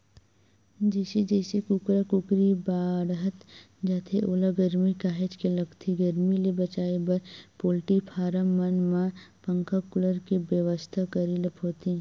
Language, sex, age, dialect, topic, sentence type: Chhattisgarhi, female, 18-24, Western/Budati/Khatahi, agriculture, statement